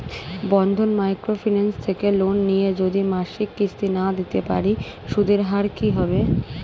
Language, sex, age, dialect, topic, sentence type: Bengali, female, 36-40, Standard Colloquial, banking, question